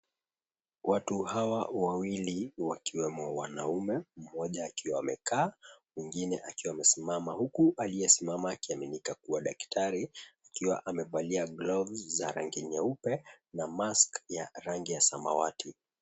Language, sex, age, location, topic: Swahili, male, 25-35, Mombasa, health